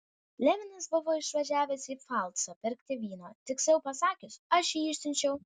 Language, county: Lithuanian, Vilnius